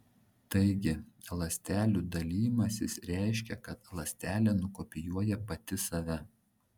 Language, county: Lithuanian, Šiauliai